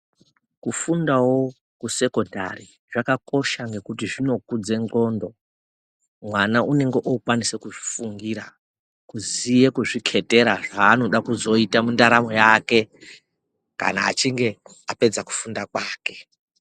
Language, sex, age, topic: Ndau, male, 36-49, education